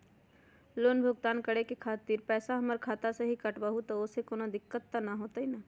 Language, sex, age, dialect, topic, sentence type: Magahi, female, 46-50, Western, banking, question